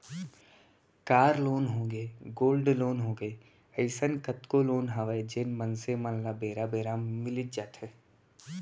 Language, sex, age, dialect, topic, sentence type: Chhattisgarhi, male, 18-24, Central, banking, statement